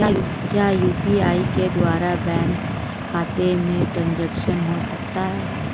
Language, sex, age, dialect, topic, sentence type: Hindi, female, 36-40, Marwari Dhudhari, banking, question